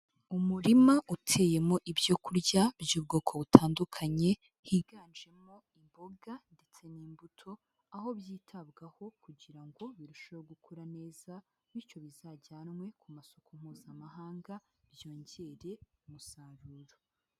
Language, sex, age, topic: Kinyarwanda, female, 25-35, agriculture